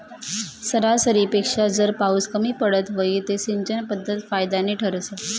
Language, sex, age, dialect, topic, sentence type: Marathi, female, 31-35, Northern Konkan, agriculture, statement